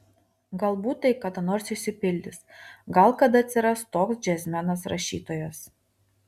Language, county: Lithuanian, Vilnius